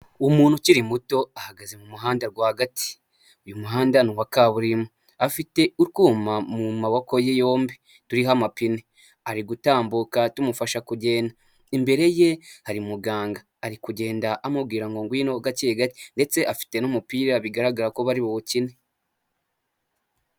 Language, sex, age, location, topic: Kinyarwanda, male, 25-35, Huye, health